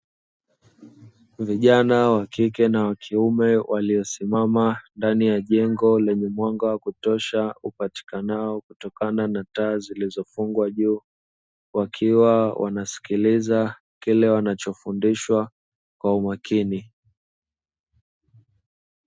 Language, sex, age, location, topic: Swahili, male, 25-35, Dar es Salaam, education